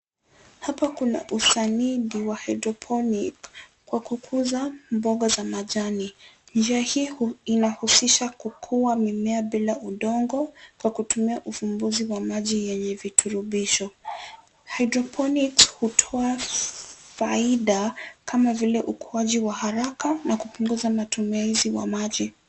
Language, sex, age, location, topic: Swahili, female, 18-24, Nairobi, agriculture